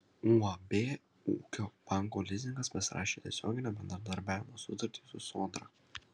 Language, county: Lithuanian, Kaunas